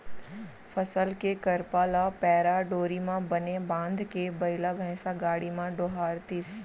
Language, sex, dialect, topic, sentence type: Chhattisgarhi, female, Central, agriculture, statement